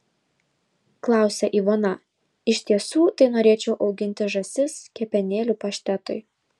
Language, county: Lithuanian, Vilnius